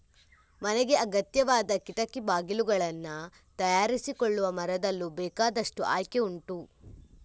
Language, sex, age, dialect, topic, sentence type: Kannada, female, 31-35, Coastal/Dakshin, agriculture, statement